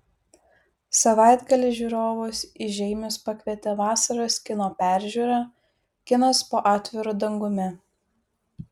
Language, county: Lithuanian, Vilnius